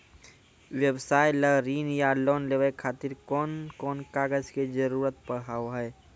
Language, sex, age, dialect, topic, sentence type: Maithili, male, 46-50, Angika, banking, question